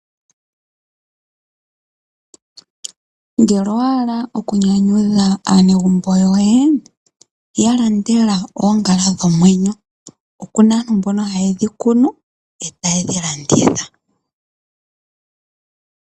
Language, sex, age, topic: Oshiwambo, female, 25-35, agriculture